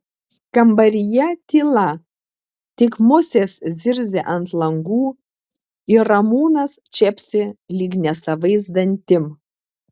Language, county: Lithuanian, Klaipėda